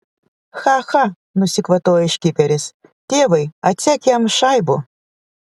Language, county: Lithuanian, Vilnius